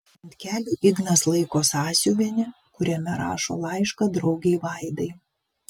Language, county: Lithuanian, Vilnius